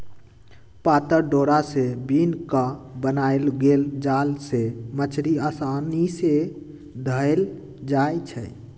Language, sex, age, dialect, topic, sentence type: Magahi, male, 46-50, Western, agriculture, statement